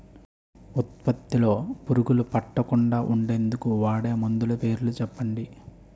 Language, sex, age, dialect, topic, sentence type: Telugu, male, 25-30, Utterandhra, agriculture, question